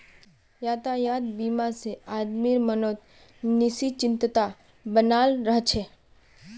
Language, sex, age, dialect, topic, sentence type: Magahi, female, 18-24, Northeastern/Surjapuri, banking, statement